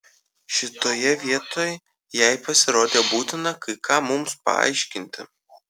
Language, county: Lithuanian, Kaunas